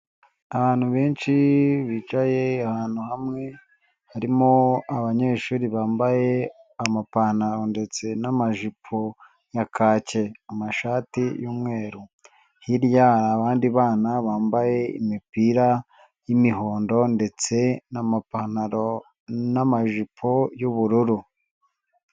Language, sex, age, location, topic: Kinyarwanda, male, 25-35, Nyagatare, education